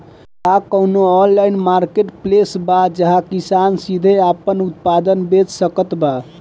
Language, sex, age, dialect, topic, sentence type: Bhojpuri, male, 18-24, Southern / Standard, agriculture, statement